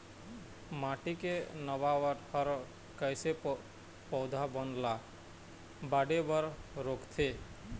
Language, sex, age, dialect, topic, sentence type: Chhattisgarhi, male, 25-30, Eastern, agriculture, statement